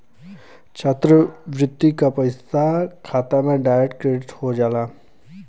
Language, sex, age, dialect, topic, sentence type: Bhojpuri, male, 25-30, Western, banking, statement